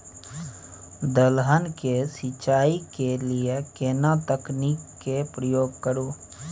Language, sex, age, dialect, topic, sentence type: Maithili, male, 25-30, Bajjika, agriculture, question